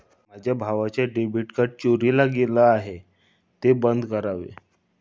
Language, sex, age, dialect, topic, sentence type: Marathi, male, 25-30, Standard Marathi, banking, statement